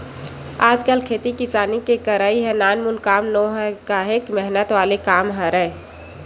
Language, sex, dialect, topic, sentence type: Chhattisgarhi, female, Western/Budati/Khatahi, agriculture, statement